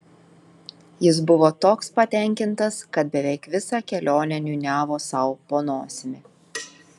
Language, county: Lithuanian, Telšiai